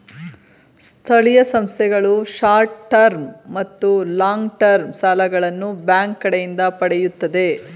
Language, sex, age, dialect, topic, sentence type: Kannada, female, 36-40, Mysore Kannada, banking, statement